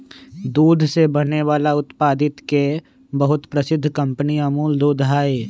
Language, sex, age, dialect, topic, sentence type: Magahi, male, 25-30, Western, agriculture, statement